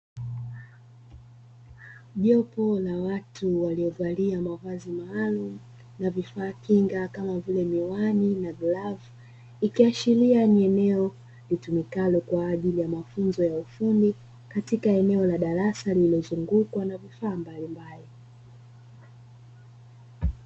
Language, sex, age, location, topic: Swahili, female, 25-35, Dar es Salaam, education